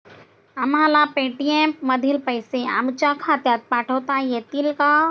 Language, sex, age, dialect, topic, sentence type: Marathi, female, 60-100, Standard Marathi, banking, statement